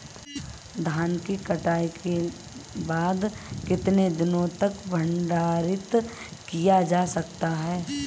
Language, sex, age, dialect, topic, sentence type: Hindi, female, 31-35, Marwari Dhudhari, agriculture, question